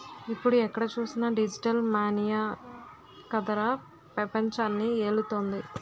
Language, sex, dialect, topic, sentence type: Telugu, female, Utterandhra, banking, statement